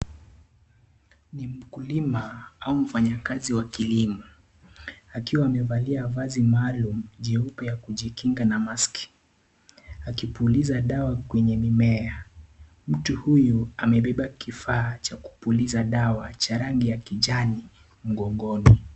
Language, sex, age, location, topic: Swahili, male, 18-24, Kisii, health